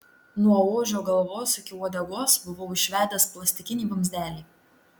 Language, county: Lithuanian, Tauragė